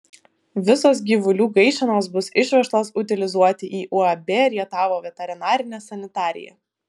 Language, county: Lithuanian, Vilnius